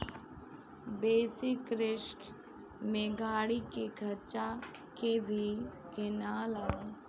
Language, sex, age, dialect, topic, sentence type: Bhojpuri, female, 25-30, Southern / Standard, banking, statement